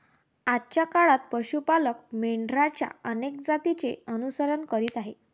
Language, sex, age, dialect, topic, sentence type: Marathi, female, 51-55, Varhadi, agriculture, statement